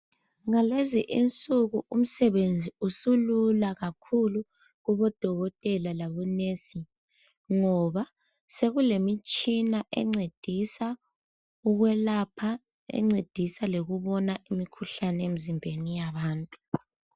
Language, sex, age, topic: North Ndebele, female, 18-24, health